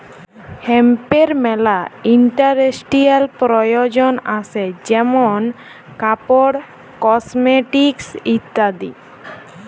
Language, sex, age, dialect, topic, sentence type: Bengali, female, 18-24, Jharkhandi, agriculture, statement